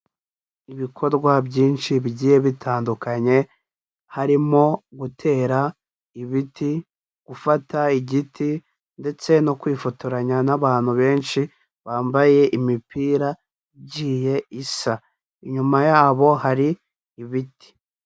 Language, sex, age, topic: Kinyarwanda, male, 18-24, health